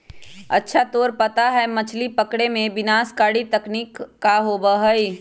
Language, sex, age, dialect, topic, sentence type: Magahi, female, 31-35, Western, agriculture, statement